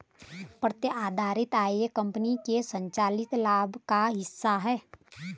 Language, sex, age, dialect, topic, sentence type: Hindi, female, 31-35, Garhwali, banking, statement